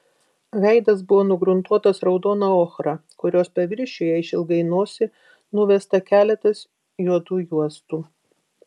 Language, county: Lithuanian, Vilnius